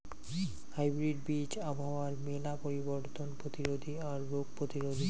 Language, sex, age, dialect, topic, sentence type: Bengali, male, 60-100, Rajbangshi, agriculture, statement